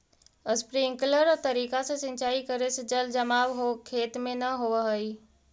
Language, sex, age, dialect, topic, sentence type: Magahi, female, 60-100, Central/Standard, agriculture, statement